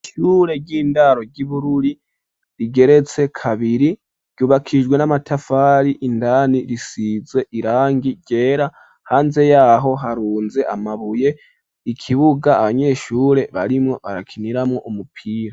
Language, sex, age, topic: Rundi, male, 18-24, education